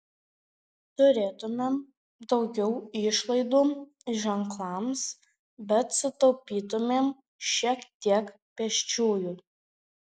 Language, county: Lithuanian, Panevėžys